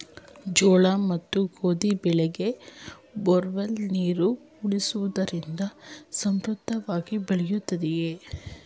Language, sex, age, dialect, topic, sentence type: Kannada, female, 31-35, Mysore Kannada, agriculture, question